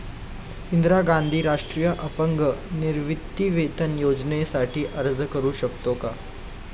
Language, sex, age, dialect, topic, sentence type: Marathi, male, 18-24, Standard Marathi, banking, question